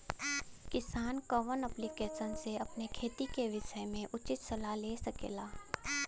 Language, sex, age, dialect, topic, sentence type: Bhojpuri, female, 18-24, Western, agriculture, question